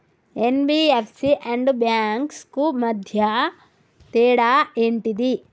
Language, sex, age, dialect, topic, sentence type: Telugu, female, 18-24, Telangana, banking, question